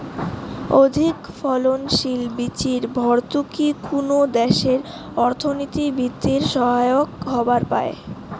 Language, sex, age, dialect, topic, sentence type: Bengali, female, <18, Rajbangshi, agriculture, statement